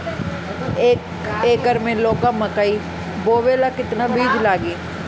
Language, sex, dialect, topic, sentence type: Bhojpuri, female, Northern, agriculture, question